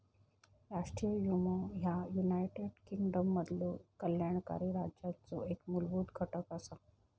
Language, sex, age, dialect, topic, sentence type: Marathi, female, 25-30, Southern Konkan, banking, statement